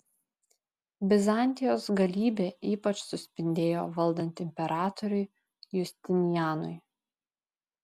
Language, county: Lithuanian, Vilnius